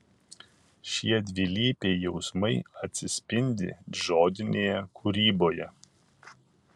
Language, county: Lithuanian, Kaunas